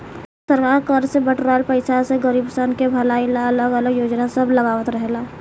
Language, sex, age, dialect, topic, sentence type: Bhojpuri, female, 18-24, Southern / Standard, banking, statement